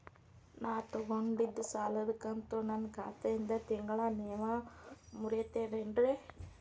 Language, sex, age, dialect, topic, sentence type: Kannada, female, 25-30, Dharwad Kannada, banking, question